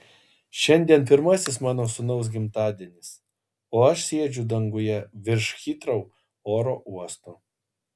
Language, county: Lithuanian, Kaunas